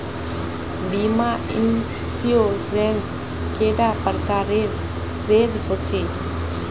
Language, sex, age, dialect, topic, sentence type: Magahi, female, 25-30, Northeastern/Surjapuri, banking, question